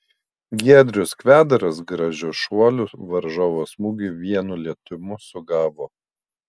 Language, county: Lithuanian, Panevėžys